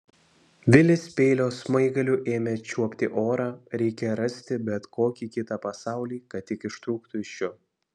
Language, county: Lithuanian, Vilnius